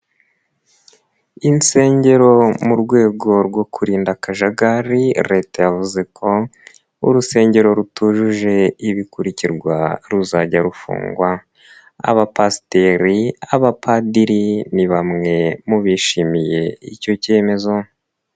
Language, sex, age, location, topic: Kinyarwanda, male, 25-35, Nyagatare, finance